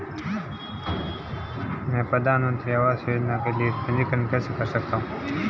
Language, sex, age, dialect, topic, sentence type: Hindi, male, 25-30, Marwari Dhudhari, banking, question